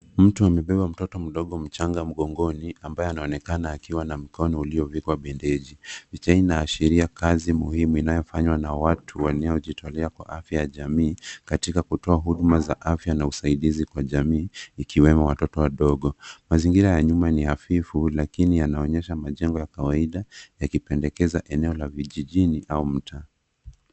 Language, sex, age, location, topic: Swahili, male, 18-24, Nairobi, health